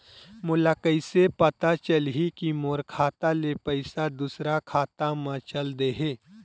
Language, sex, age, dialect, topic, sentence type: Chhattisgarhi, male, 31-35, Western/Budati/Khatahi, banking, question